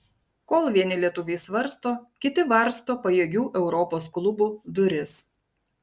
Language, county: Lithuanian, Panevėžys